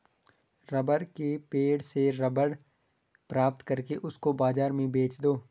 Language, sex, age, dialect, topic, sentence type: Hindi, male, 18-24, Garhwali, agriculture, statement